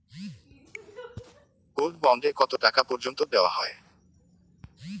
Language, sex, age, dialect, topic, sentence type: Bengali, male, 18-24, Rajbangshi, banking, question